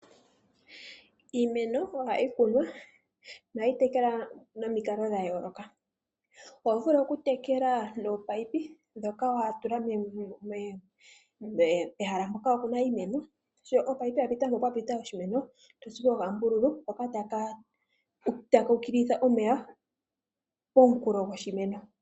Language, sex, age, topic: Oshiwambo, male, 18-24, agriculture